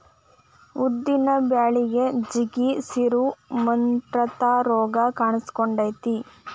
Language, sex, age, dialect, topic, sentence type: Kannada, female, 25-30, Dharwad Kannada, agriculture, statement